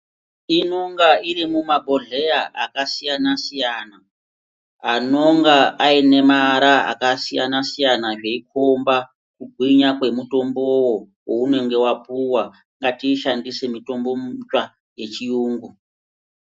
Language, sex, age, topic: Ndau, female, 36-49, health